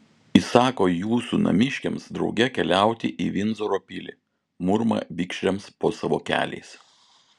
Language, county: Lithuanian, Vilnius